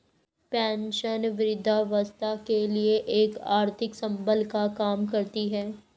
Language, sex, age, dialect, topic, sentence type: Hindi, female, 51-55, Hindustani Malvi Khadi Boli, banking, statement